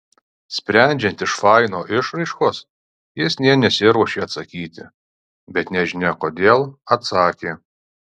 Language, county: Lithuanian, Alytus